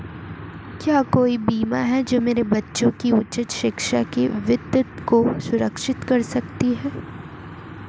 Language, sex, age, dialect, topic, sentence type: Hindi, female, 18-24, Marwari Dhudhari, banking, question